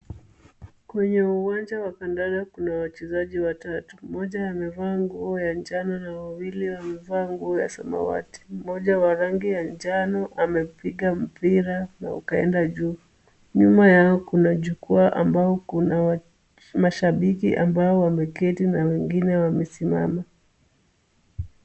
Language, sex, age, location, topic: Swahili, female, 25-35, Kisumu, government